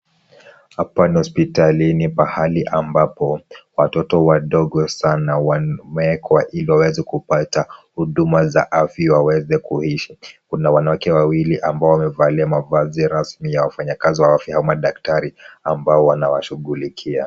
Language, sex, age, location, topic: Swahili, male, 18-24, Kisumu, health